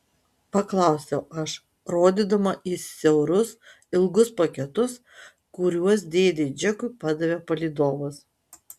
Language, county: Lithuanian, Utena